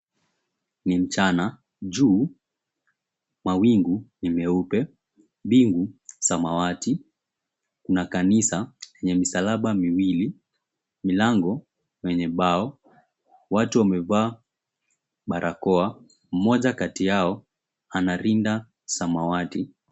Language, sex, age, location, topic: Swahili, male, 18-24, Mombasa, government